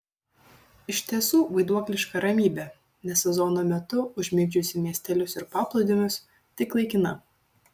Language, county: Lithuanian, Šiauliai